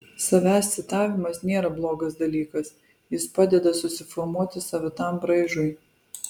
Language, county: Lithuanian, Alytus